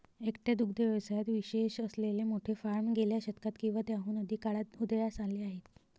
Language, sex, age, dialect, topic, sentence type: Marathi, male, 18-24, Varhadi, agriculture, statement